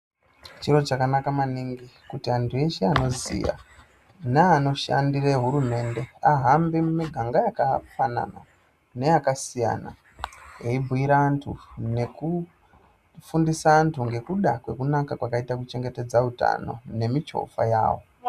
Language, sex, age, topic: Ndau, male, 25-35, health